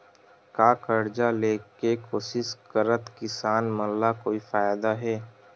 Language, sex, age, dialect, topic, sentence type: Chhattisgarhi, male, 18-24, Western/Budati/Khatahi, agriculture, statement